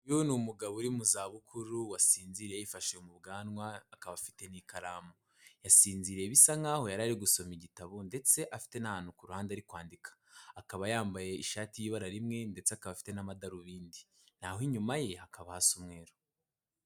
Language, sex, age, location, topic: Kinyarwanda, male, 18-24, Kigali, health